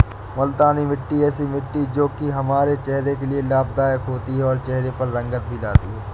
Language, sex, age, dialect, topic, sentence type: Hindi, male, 60-100, Awadhi Bundeli, agriculture, statement